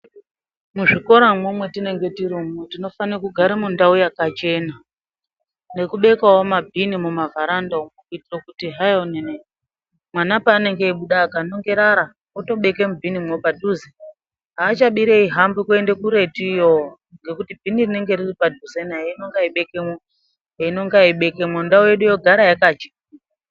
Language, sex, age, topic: Ndau, female, 25-35, health